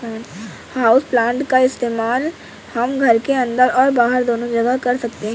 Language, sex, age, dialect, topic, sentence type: Hindi, female, 18-24, Awadhi Bundeli, agriculture, statement